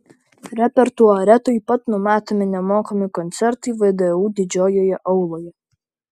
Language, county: Lithuanian, Vilnius